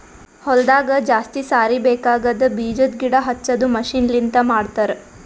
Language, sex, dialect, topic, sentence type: Kannada, female, Northeastern, agriculture, statement